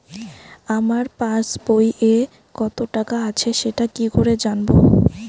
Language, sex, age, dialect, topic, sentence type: Bengali, female, 18-24, Rajbangshi, banking, question